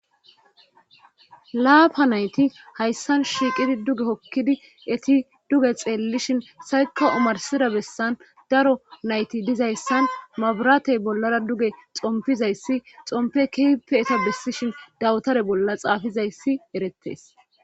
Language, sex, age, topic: Gamo, female, 25-35, government